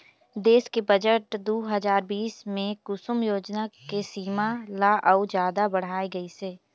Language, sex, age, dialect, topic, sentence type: Chhattisgarhi, female, 18-24, Northern/Bhandar, agriculture, statement